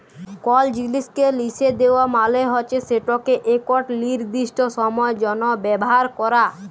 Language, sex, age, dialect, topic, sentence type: Bengali, male, 31-35, Jharkhandi, banking, statement